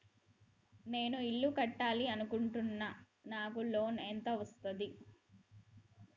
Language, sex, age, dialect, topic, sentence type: Telugu, female, 18-24, Telangana, banking, question